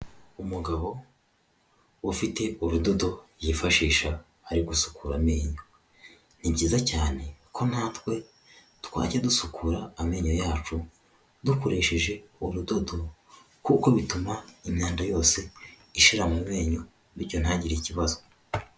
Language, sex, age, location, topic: Kinyarwanda, male, 18-24, Huye, health